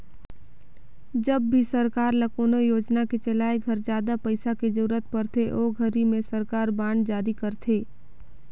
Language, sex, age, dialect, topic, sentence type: Chhattisgarhi, female, 18-24, Northern/Bhandar, banking, statement